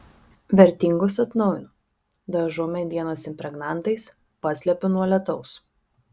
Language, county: Lithuanian, Vilnius